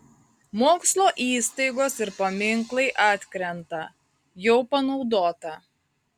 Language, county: Lithuanian, Marijampolė